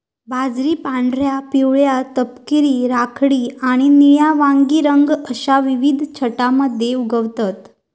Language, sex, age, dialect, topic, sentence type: Marathi, female, 31-35, Southern Konkan, agriculture, statement